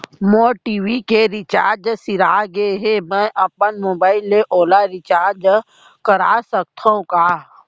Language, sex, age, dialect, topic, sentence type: Chhattisgarhi, female, 18-24, Central, banking, question